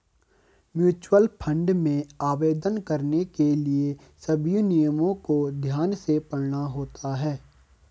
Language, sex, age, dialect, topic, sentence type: Hindi, male, 18-24, Garhwali, banking, statement